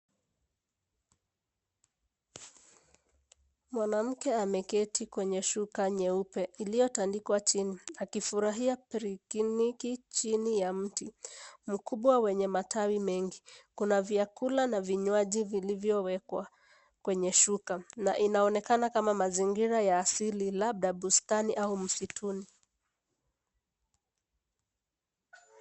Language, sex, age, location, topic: Swahili, female, 25-35, Nairobi, government